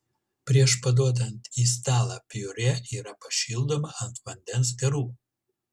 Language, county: Lithuanian, Kaunas